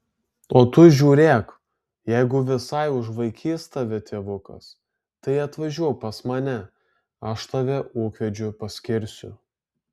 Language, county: Lithuanian, Alytus